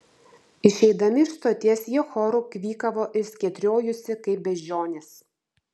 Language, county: Lithuanian, Vilnius